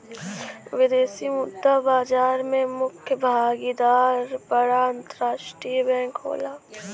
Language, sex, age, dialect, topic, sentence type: Bhojpuri, female, 18-24, Western, banking, statement